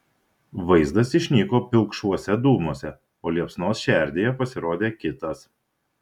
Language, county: Lithuanian, Šiauliai